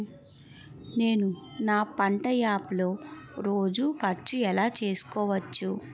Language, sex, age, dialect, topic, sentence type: Telugu, female, 18-24, Utterandhra, agriculture, question